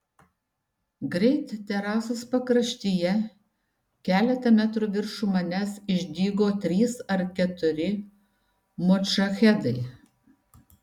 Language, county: Lithuanian, Šiauliai